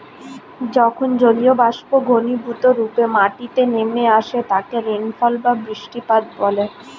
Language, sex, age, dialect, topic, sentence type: Bengali, female, 25-30, Standard Colloquial, agriculture, statement